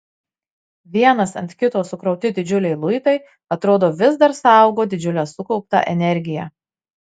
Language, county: Lithuanian, Marijampolė